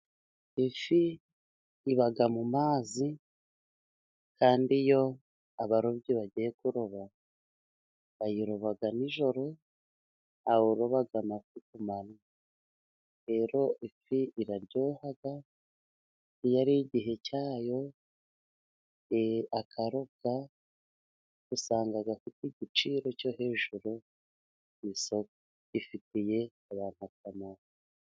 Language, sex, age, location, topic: Kinyarwanda, female, 36-49, Musanze, agriculture